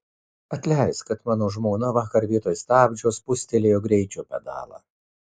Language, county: Lithuanian, Vilnius